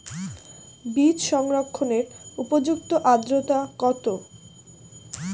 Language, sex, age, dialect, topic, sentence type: Bengali, female, 18-24, Standard Colloquial, agriculture, question